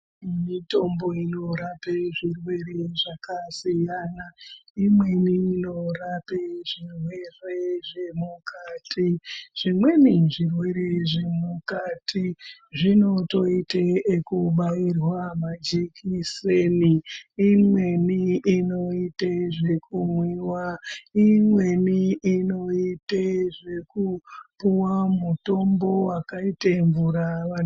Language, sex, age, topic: Ndau, female, 25-35, health